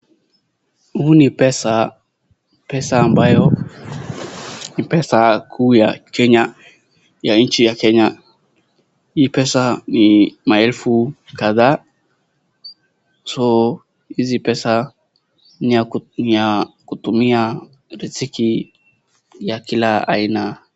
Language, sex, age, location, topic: Swahili, male, 18-24, Wajir, finance